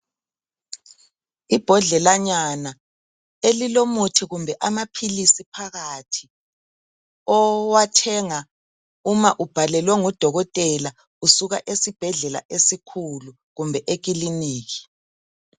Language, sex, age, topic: North Ndebele, male, 50+, health